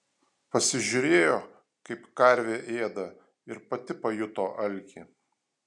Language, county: Lithuanian, Alytus